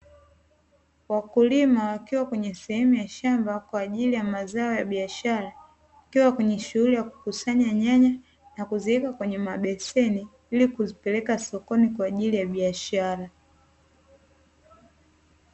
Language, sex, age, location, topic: Swahili, female, 18-24, Dar es Salaam, agriculture